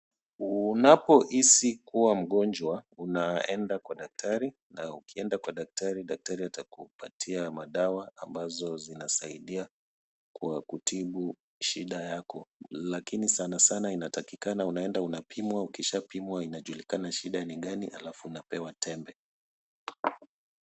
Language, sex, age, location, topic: Swahili, male, 36-49, Kisumu, health